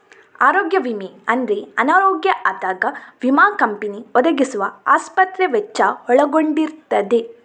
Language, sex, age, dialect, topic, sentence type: Kannada, female, 18-24, Coastal/Dakshin, banking, statement